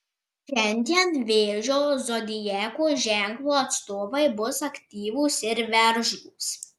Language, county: Lithuanian, Marijampolė